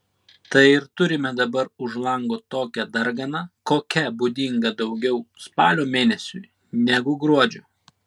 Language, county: Lithuanian, Klaipėda